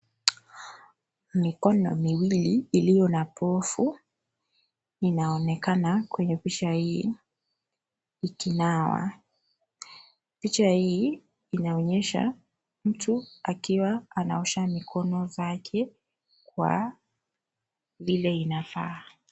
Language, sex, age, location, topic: Swahili, female, 25-35, Kisii, health